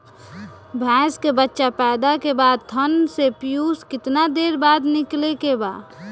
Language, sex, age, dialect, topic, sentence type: Bhojpuri, female, 18-24, Northern, agriculture, question